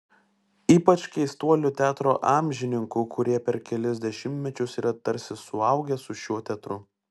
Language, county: Lithuanian, Klaipėda